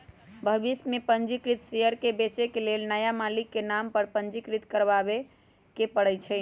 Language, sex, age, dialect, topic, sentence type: Magahi, male, 18-24, Western, banking, statement